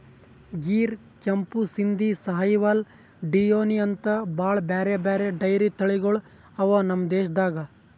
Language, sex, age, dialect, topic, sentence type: Kannada, male, 18-24, Northeastern, agriculture, statement